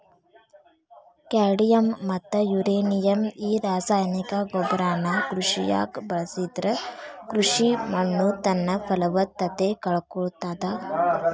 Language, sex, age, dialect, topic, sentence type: Kannada, female, 18-24, Dharwad Kannada, agriculture, statement